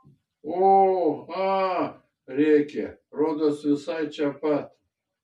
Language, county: Lithuanian, Šiauliai